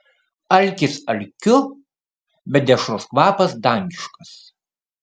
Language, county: Lithuanian, Kaunas